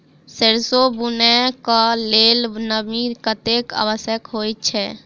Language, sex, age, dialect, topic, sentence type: Maithili, female, 18-24, Southern/Standard, agriculture, question